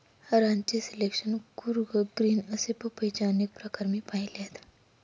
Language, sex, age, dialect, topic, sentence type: Marathi, female, 25-30, Standard Marathi, agriculture, statement